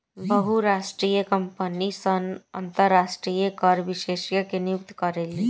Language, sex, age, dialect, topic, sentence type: Bhojpuri, female, 18-24, Southern / Standard, banking, statement